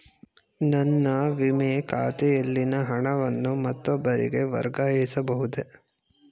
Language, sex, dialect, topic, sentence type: Kannada, male, Mysore Kannada, banking, question